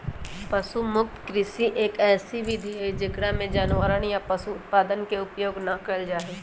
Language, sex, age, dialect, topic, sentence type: Magahi, male, 18-24, Western, agriculture, statement